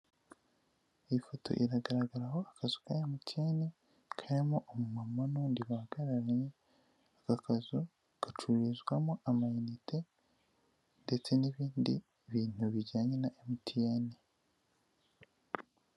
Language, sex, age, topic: Kinyarwanda, female, 18-24, finance